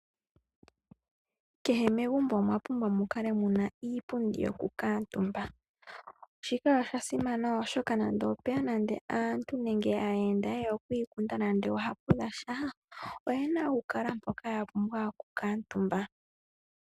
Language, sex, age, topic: Oshiwambo, female, 18-24, finance